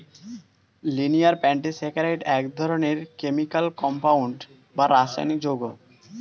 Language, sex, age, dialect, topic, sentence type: Bengali, male, 18-24, Standard Colloquial, agriculture, statement